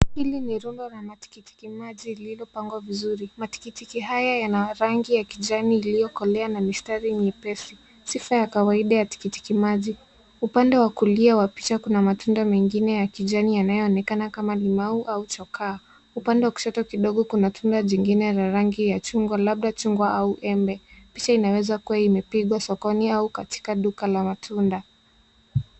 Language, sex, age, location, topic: Swahili, male, 18-24, Nairobi, finance